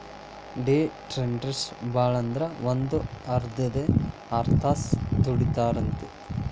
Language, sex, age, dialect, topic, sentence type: Kannada, male, 18-24, Dharwad Kannada, banking, statement